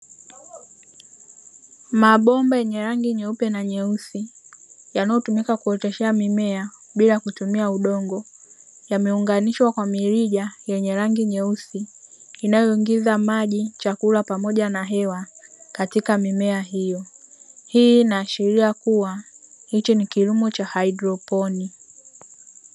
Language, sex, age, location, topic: Swahili, female, 18-24, Dar es Salaam, agriculture